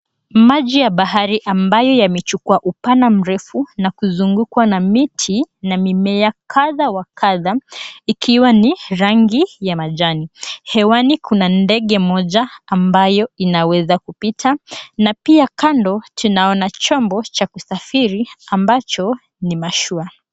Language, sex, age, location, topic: Swahili, female, 18-24, Mombasa, government